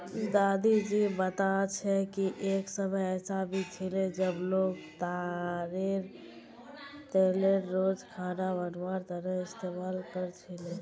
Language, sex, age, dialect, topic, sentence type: Magahi, female, 18-24, Northeastern/Surjapuri, agriculture, statement